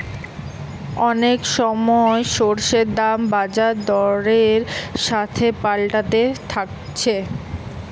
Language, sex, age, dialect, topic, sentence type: Bengali, female, 18-24, Western, agriculture, statement